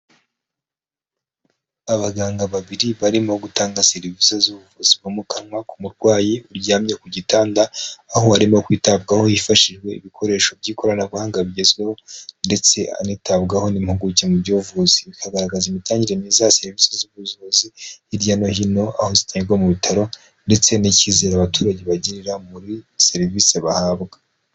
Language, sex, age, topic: Kinyarwanda, male, 18-24, health